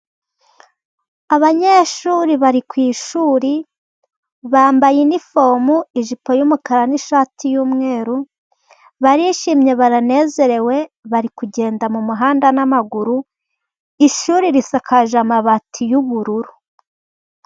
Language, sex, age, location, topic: Kinyarwanda, female, 18-24, Gakenke, government